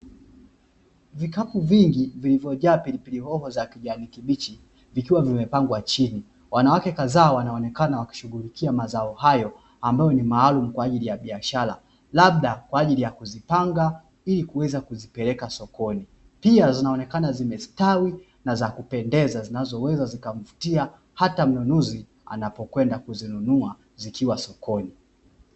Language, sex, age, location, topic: Swahili, male, 25-35, Dar es Salaam, agriculture